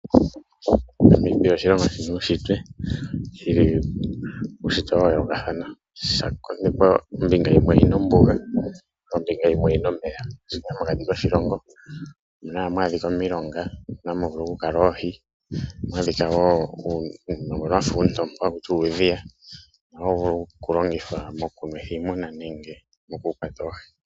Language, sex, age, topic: Oshiwambo, male, 25-35, agriculture